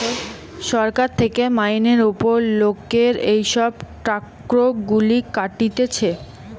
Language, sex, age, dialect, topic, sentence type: Bengali, female, 18-24, Western, banking, statement